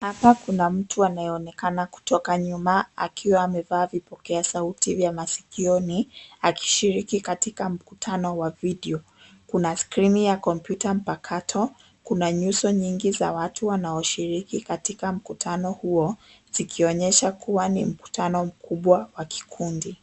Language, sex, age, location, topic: Swahili, female, 25-35, Nairobi, education